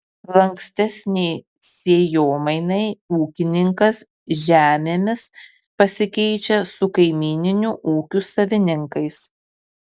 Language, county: Lithuanian, Kaunas